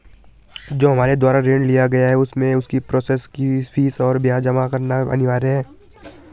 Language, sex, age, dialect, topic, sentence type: Hindi, male, 18-24, Garhwali, banking, question